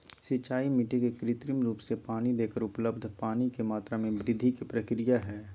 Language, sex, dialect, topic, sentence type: Magahi, male, Southern, agriculture, statement